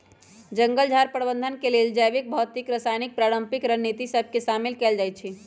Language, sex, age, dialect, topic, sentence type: Magahi, female, 18-24, Western, agriculture, statement